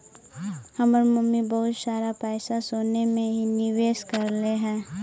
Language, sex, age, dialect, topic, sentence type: Magahi, female, 18-24, Central/Standard, banking, statement